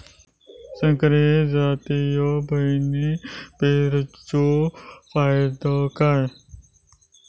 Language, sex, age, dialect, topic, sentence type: Marathi, male, 25-30, Southern Konkan, agriculture, question